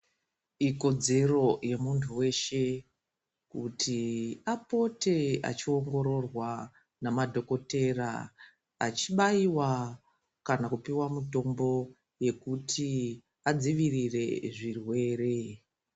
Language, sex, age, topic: Ndau, female, 25-35, health